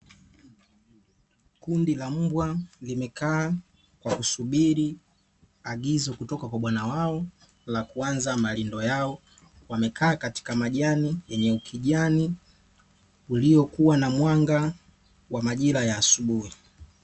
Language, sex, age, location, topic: Swahili, male, 18-24, Dar es Salaam, agriculture